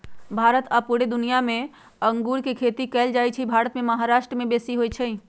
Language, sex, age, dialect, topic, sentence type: Magahi, female, 56-60, Western, agriculture, statement